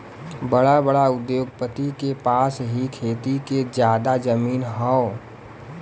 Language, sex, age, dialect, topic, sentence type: Bhojpuri, male, 18-24, Western, agriculture, statement